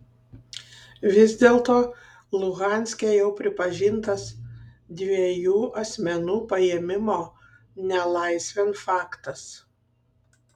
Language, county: Lithuanian, Kaunas